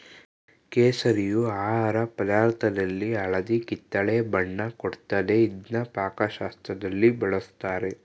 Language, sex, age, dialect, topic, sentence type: Kannada, male, 18-24, Mysore Kannada, agriculture, statement